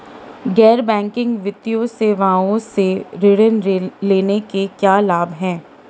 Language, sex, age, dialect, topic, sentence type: Hindi, female, 31-35, Marwari Dhudhari, banking, question